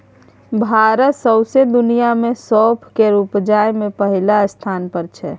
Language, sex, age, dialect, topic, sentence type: Maithili, male, 25-30, Bajjika, agriculture, statement